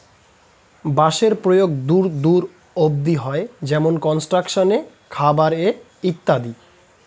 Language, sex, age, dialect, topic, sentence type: Bengali, male, 25-30, Standard Colloquial, agriculture, statement